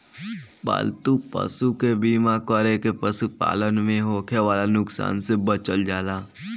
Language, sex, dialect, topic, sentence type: Bhojpuri, male, Southern / Standard, banking, statement